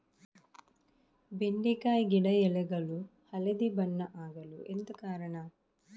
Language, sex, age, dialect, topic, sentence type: Kannada, female, 25-30, Coastal/Dakshin, agriculture, question